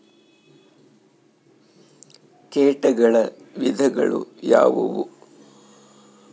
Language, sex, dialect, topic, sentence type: Kannada, male, Central, agriculture, question